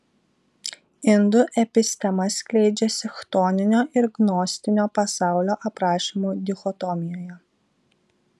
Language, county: Lithuanian, Vilnius